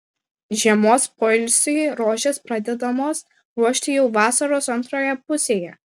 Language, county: Lithuanian, Klaipėda